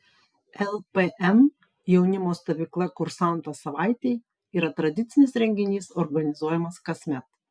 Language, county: Lithuanian, Vilnius